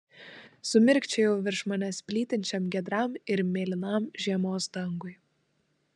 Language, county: Lithuanian, Klaipėda